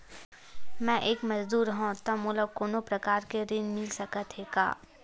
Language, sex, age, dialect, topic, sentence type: Chhattisgarhi, female, 51-55, Western/Budati/Khatahi, banking, question